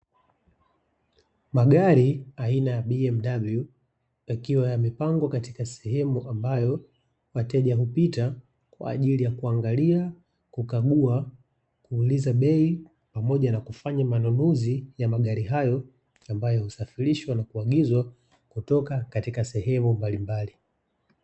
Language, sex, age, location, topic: Swahili, male, 25-35, Dar es Salaam, finance